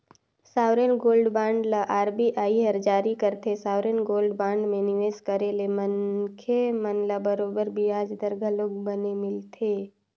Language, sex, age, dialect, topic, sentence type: Chhattisgarhi, female, 25-30, Northern/Bhandar, banking, statement